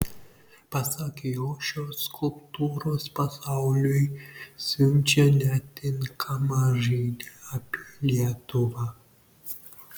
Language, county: Lithuanian, Marijampolė